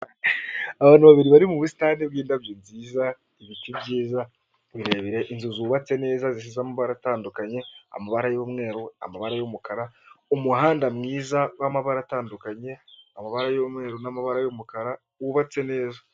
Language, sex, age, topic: Kinyarwanda, male, 18-24, government